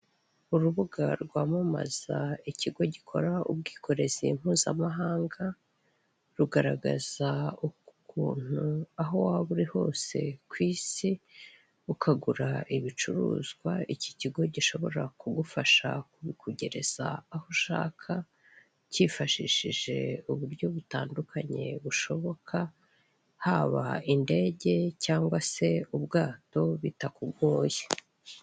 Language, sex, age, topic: Kinyarwanda, male, 36-49, finance